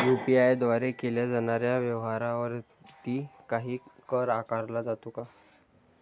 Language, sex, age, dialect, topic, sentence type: Marathi, male, 25-30, Standard Marathi, banking, question